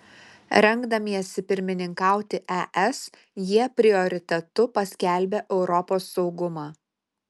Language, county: Lithuanian, Utena